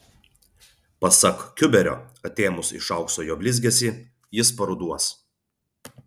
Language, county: Lithuanian, Vilnius